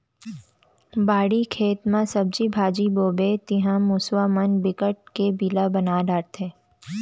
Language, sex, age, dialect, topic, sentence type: Chhattisgarhi, female, 18-24, Central, agriculture, statement